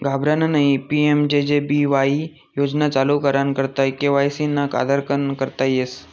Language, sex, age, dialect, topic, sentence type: Marathi, male, 31-35, Northern Konkan, banking, statement